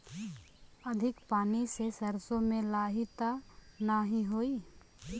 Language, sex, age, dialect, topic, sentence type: Bhojpuri, female, 25-30, Western, agriculture, question